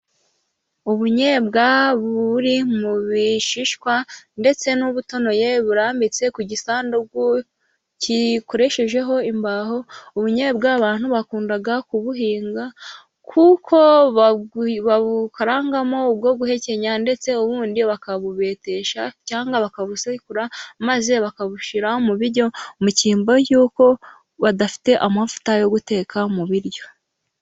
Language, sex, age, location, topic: Kinyarwanda, female, 18-24, Musanze, agriculture